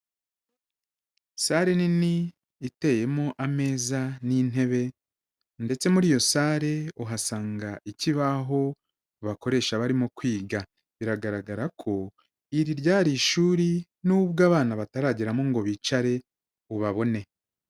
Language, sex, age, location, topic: Kinyarwanda, male, 36-49, Kigali, education